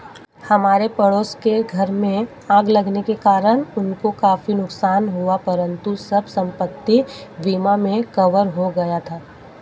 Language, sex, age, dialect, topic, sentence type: Hindi, female, 25-30, Marwari Dhudhari, banking, statement